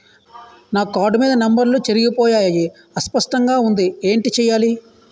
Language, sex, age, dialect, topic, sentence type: Telugu, male, 31-35, Utterandhra, banking, question